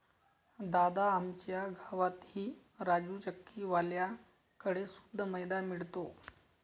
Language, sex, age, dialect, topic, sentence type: Marathi, male, 31-35, Varhadi, agriculture, statement